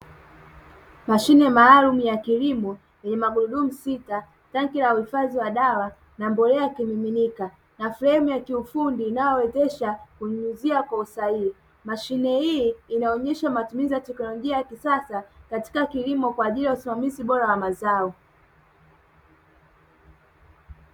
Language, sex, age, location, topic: Swahili, male, 18-24, Dar es Salaam, agriculture